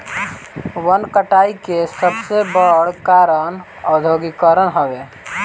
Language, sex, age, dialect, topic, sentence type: Bhojpuri, male, 18-24, Northern, agriculture, statement